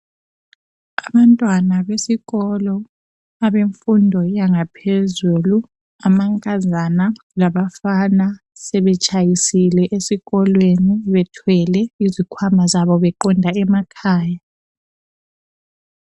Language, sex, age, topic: North Ndebele, female, 25-35, education